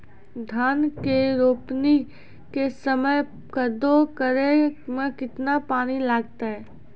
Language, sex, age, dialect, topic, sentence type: Maithili, female, 25-30, Angika, agriculture, question